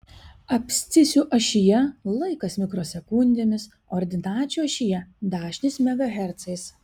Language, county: Lithuanian, Kaunas